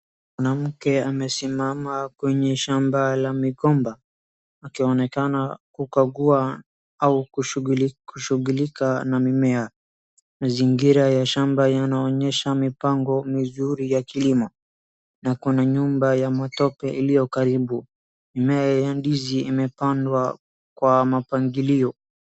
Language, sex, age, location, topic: Swahili, male, 18-24, Wajir, agriculture